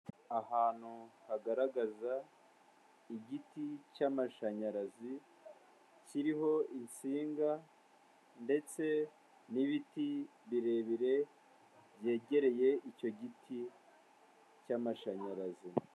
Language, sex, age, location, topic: Kinyarwanda, male, 18-24, Kigali, government